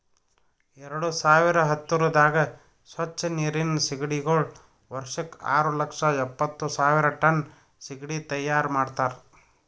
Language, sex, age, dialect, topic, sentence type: Kannada, male, 31-35, Northeastern, agriculture, statement